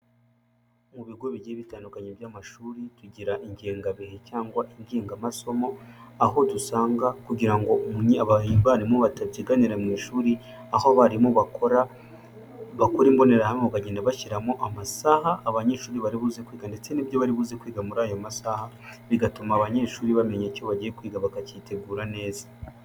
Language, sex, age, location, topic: Kinyarwanda, male, 18-24, Huye, education